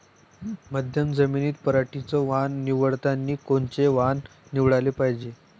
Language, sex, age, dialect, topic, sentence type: Marathi, male, 18-24, Varhadi, agriculture, question